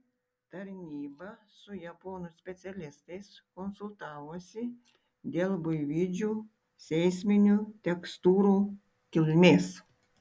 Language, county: Lithuanian, Tauragė